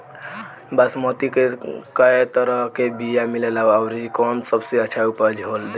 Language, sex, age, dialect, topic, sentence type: Bhojpuri, male, <18, Southern / Standard, agriculture, question